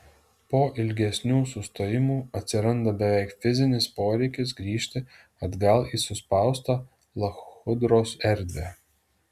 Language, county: Lithuanian, Alytus